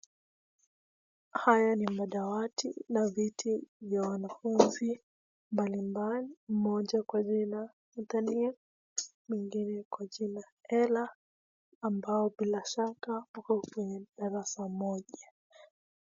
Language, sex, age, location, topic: Swahili, female, 18-24, Wajir, education